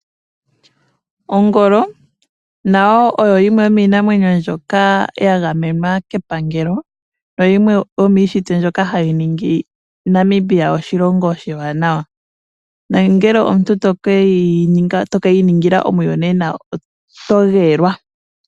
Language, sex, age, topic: Oshiwambo, female, 18-24, agriculture